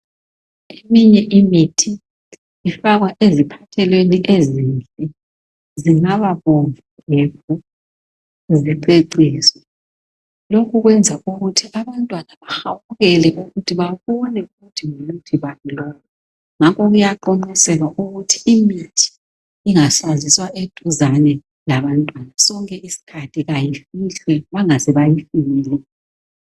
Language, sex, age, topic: North Ndebele, female, 50+, health